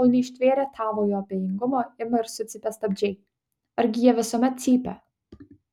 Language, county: Lithuanian, Kaunas